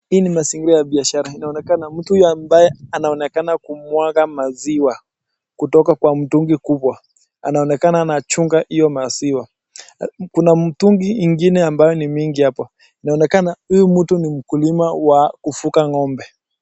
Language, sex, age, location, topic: Swahili, male, 18-24, Nakuru, agriculture